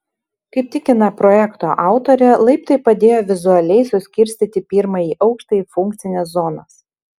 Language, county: Lithuanian, Kaunas